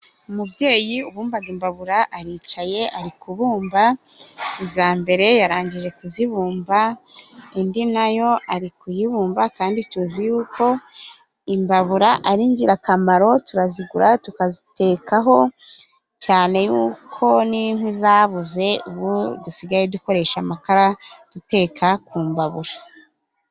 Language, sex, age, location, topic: Kinyarwanda, female, 25-35, Musanze, government